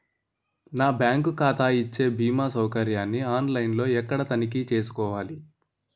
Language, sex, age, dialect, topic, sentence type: Telugu, male, 18-24, Utterandhra, banking, question